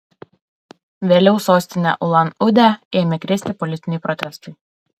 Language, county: Lithuanian, Alytus